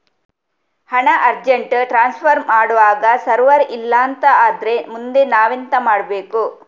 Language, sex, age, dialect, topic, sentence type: Kannada, female, 36-40, Coastal/Dakshin, banking, question